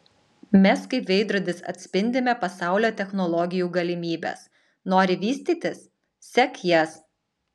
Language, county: Lithuanian, Alytus